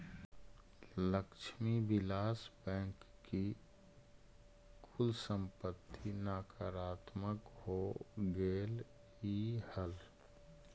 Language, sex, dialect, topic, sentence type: Magahi, male, Central/Standard, banking, statement